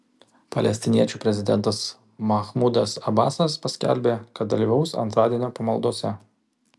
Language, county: Lithuanian, Kaunas